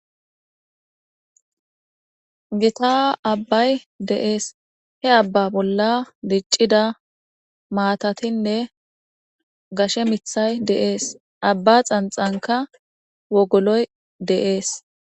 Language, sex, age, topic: Gamo, female, 18-24, government